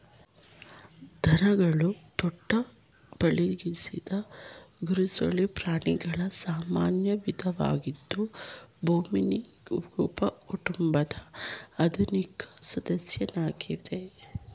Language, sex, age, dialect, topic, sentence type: Kannada, female, 31-35, Mysore Kannada, agriculture, statement